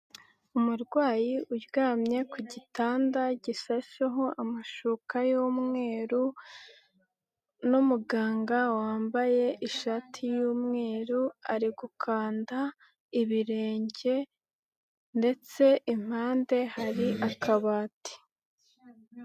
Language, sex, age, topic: Kinyarwanda, female, 18-24, health